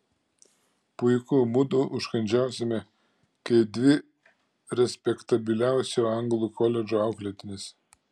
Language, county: Lithuanian, Klaipėda